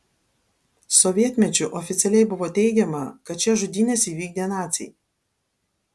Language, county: Lithuanian, Alytus